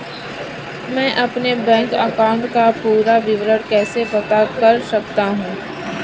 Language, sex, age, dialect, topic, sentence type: Hindi, female, 25-30, Kanauji Braj Bhasha, banking, question